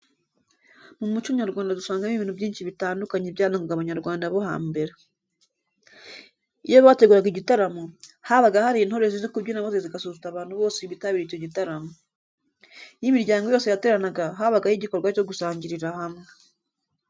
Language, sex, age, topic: Kinyarwanda, female, 25-35, education